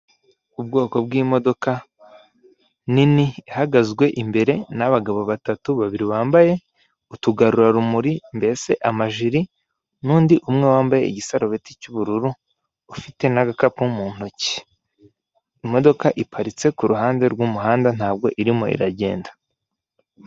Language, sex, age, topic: Kinyarwanda, male, 18-24, finance